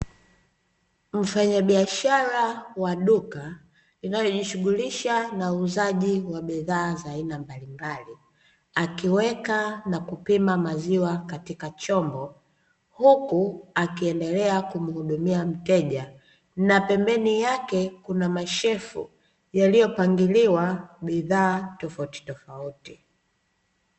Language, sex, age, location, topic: Swahili, female, 25-35, Dar es Salaam, finance